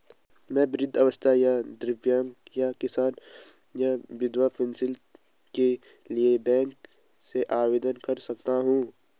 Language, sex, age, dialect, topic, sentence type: Hindi, male, 18-24, Garhwali, banking, question